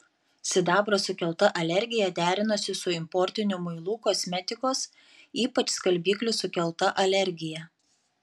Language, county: Lithuanian, Panevėžys